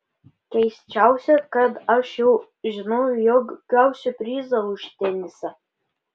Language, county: Lithuanian, Panevėžys